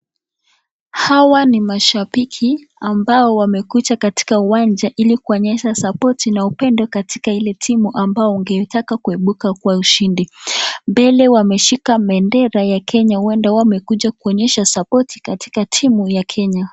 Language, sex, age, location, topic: Swahili, male, 36-49, Nakuru, government